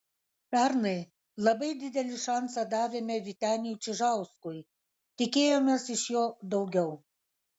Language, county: Lithuanian, Kaunas